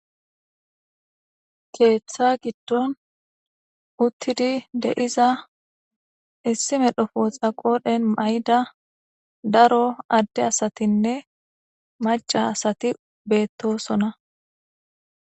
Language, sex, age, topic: Gamo, female, 18-24, government